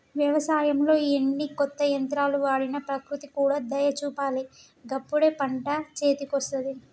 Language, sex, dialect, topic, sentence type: Telugu, female, Telangana, agriculture, statement